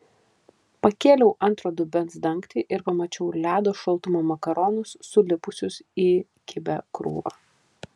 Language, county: Lithuanian, Kaunas